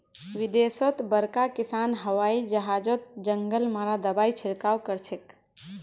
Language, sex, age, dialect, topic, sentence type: Magahi, female, 18-24, Northeastern/Surjapuri, agriculture, statement